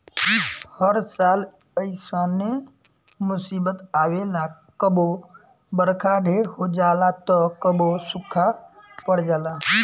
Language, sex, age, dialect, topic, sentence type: Bhojpuri, male, 18-24, Southern / Standard, agriculture, statement